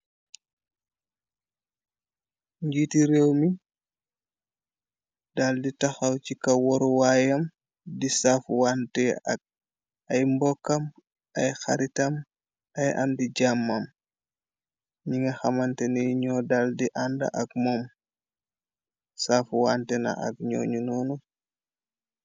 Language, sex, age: Wolof, male, 25-35